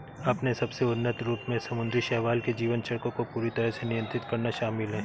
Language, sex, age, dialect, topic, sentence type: Hindi, male, 31-35, Awadhi Bundeli, agriculture, statement